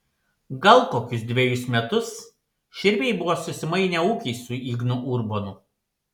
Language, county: Lithuanian, Panevėžys